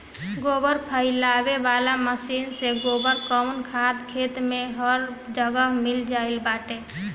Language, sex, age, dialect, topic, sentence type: Bhojpuri, female, 18-24, Northern, agriculture, statement